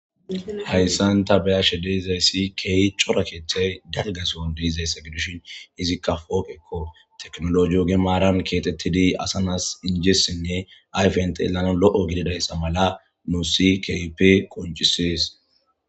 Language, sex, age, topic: Gamo, male, 18-24, government